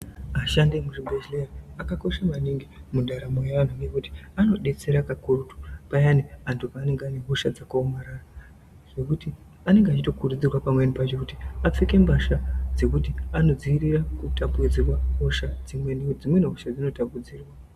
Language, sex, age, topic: Ndau, female, 18-24, health